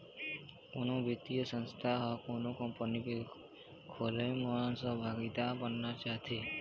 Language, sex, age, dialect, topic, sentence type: Chhattisgarhi, male, 18-24, Eastern, banking, statement